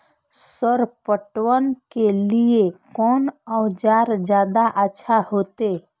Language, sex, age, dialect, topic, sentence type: Maithili, female, 25-30, Eastern / Thethi, agriculture, question